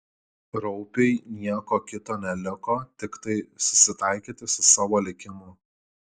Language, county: Lithuanian, Šiauliai